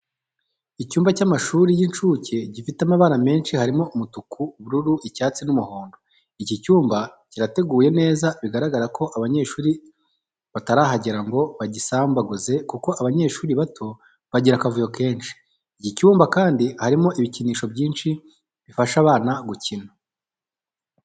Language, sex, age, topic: Kinyarwanda, male, 25-35, education